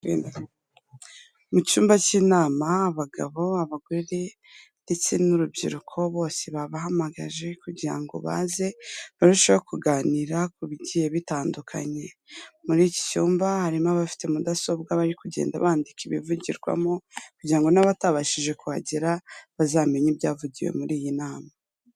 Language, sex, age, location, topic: Kinyarwanda, female, 18-24, Huye, health